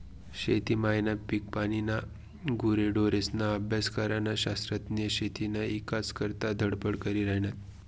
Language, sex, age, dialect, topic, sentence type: Marathi, male, 25-30, Northern Konkan, agriculture, statement